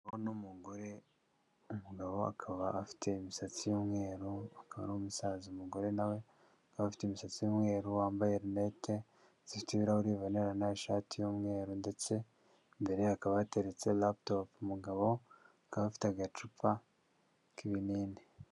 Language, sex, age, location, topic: Kinyarwanda, male, 36-49, Huye, health